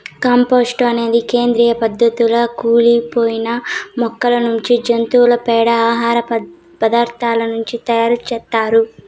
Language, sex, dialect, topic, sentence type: Telugu, female, Southern, agriculture, statement